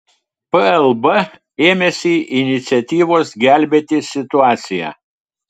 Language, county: Lithuanian, Telšiai